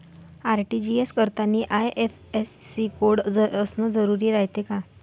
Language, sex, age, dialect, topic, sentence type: Marathi, female, 41-45, Varhadi, banking, question